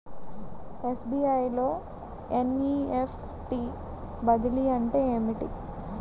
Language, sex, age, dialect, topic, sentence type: Telugu, female, 25-30, Central/Coastal, banking, question